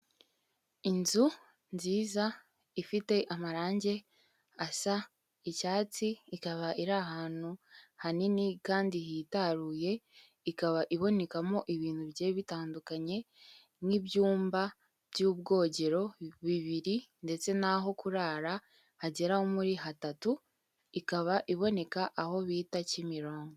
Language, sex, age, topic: Kinyarwanda, female, 25-35, finance